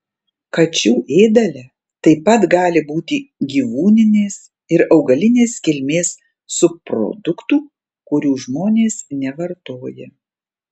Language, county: Lithuanian, Panevėžys